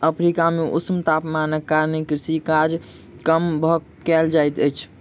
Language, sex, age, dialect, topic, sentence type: Maithili, male, 18-24, Southern/Standard, agriculture, statement